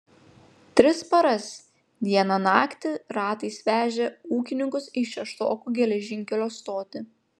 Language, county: Lithuanian, Panevėžys